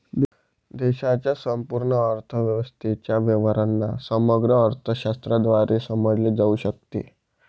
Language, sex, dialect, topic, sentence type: Marathi, male, Northern Konkan, banking, statement